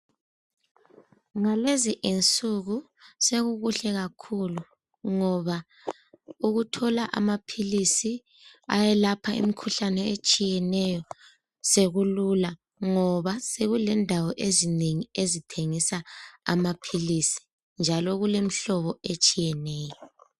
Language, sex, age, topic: North Ndebele, female, 18-24, health